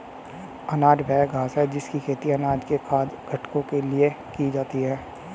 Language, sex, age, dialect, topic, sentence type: Hindi, male, 18-24, Hindustani Malvi Khadi Boli, agriculture, statement